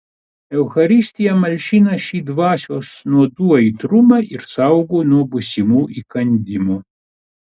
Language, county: Lithuanian, Klaipėda